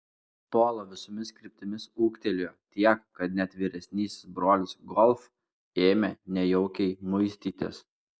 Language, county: Lithuanian, Klaipėda